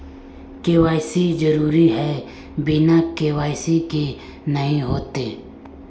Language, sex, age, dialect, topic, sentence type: Magahi, male, 18-24, Northeastern/Surjapuri, banking, question